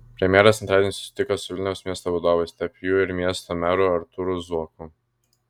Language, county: Lithuanian, Vilnius